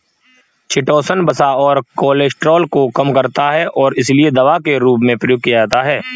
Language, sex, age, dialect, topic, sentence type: Hindi, male, 25-30, Kanauji Braj Bhasha, agriculture, statement